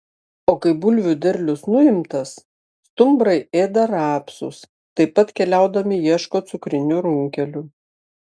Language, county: Lithuanian, Klaipėda